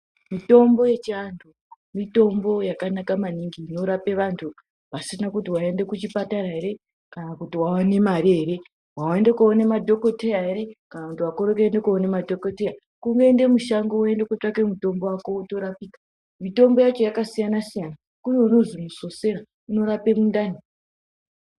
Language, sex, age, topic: Ndau, female, 18-24, health